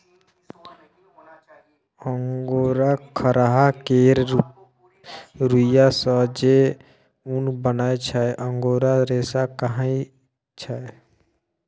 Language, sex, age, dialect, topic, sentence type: Maithili, male, 36-40, Bajjika, agriculture, statement